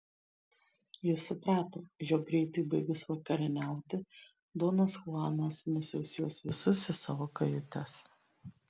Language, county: Lithuanian, Šiauliai